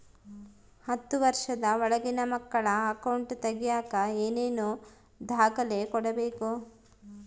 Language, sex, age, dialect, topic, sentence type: Kannada, female, 36-40, Central, banking, question